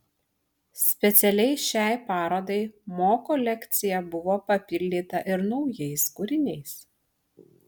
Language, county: Lithuanian, Marijampolė